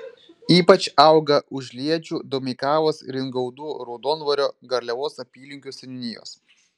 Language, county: Lithuanian, Vilnius